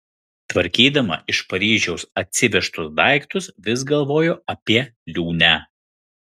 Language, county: Lithuanian, Kaunas